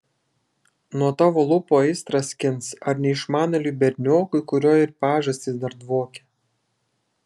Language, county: Lithuanian, Šiauliai